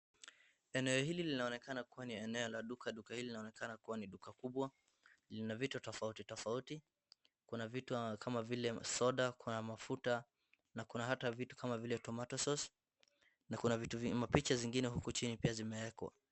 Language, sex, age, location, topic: Swahili, male, 25-35, Wajir, health